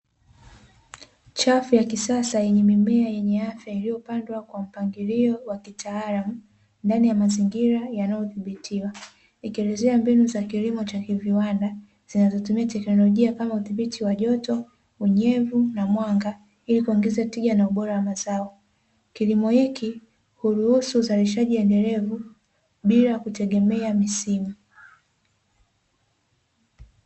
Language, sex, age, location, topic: Swahili, female, 18-24, Dar es Salaam, agriculture